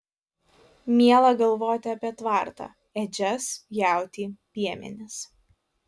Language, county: Lithuanian, Vilnius